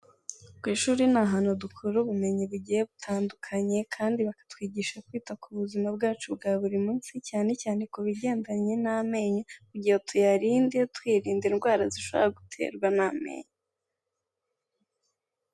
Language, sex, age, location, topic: Kinyarwanda, female, 18-24, Kigali, health